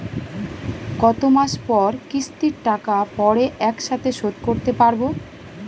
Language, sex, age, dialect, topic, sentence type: Bengali, female, 36-40, Standard Colloquial, banking, question